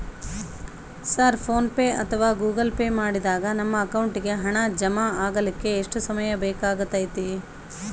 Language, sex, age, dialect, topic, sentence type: Kannada, female, 31-35, Central, banking, question